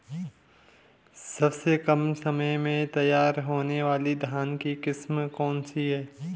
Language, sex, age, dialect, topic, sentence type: Hindi, male, 25-30, Garhwali, agriculture, question